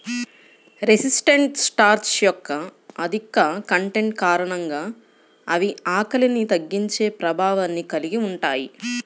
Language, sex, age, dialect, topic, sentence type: Telugu, female, 25-30, Central/Coastal, agriculture, statement